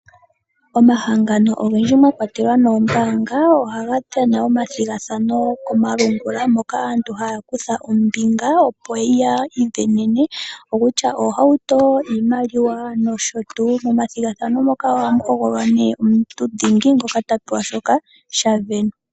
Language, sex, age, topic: Oshiwambo, female, 18-24, finance